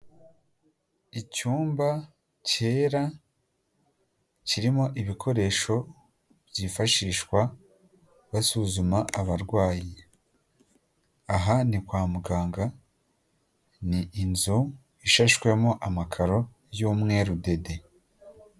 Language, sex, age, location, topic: Kinyarwanda, male, 18-24, Huye, health